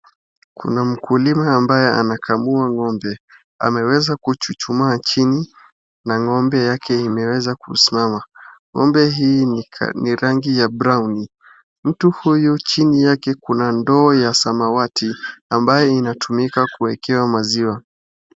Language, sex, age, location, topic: Swahili, male, 18-24, Wajir, agriculture